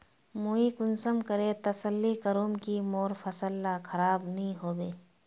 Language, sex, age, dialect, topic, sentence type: Magahi, female, 18-24, Northeastern/Surjapuri, agriculture, question